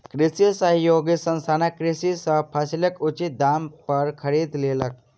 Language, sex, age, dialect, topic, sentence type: Maithili, male, 60-100, Southern/Standard, agriculture, statement